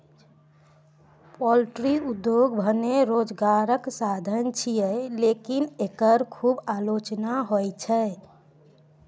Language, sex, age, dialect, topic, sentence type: Maithili, female, 31-35, Eastern / Thethi, agriculture, statement